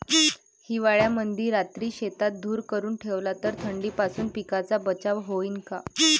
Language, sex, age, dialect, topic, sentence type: Marathi, female, 18-24, Varhadi, agriculture, question